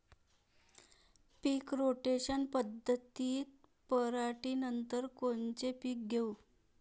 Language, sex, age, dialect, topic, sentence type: Marathi, female, 31-35, Varhadi, agriculture, question